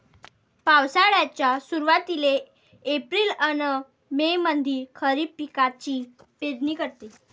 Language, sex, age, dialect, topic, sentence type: Marathi, female, 18-24, Varhadi, agriculture, statement